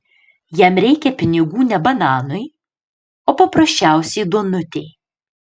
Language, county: Lithuanian, Panevėžys